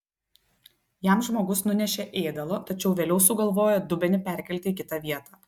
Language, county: Lithuanian, Telšiai